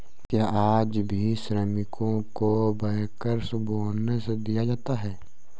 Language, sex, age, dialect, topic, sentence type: Hindi, male, 18-24, Kanauji Braj Bhasha, banking, statement